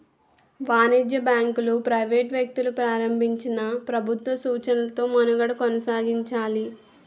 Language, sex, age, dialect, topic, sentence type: Telugu, female, 18-24, Utterandhra, banking, statement